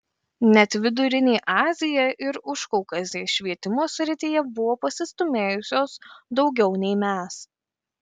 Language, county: Lithuanian, Kaunas